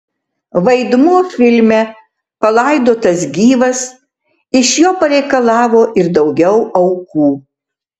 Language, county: Lithuanian, Tauragė